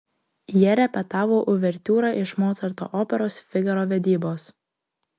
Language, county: Lithuanian, Klaipėda